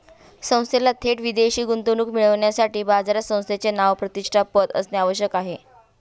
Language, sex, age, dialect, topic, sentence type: Marathi, female, 31-35, Standard Marathi, banking, statement